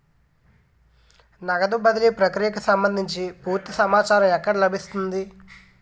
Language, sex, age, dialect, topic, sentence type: Telugu, male, 18-24, Utterandhra, banking, question